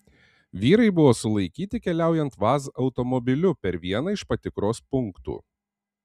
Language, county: Lithuanian, Panevėžys